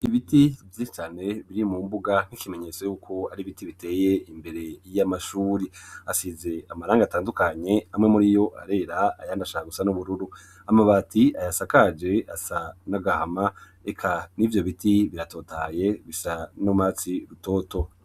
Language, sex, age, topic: Rundi, male, 25-35, education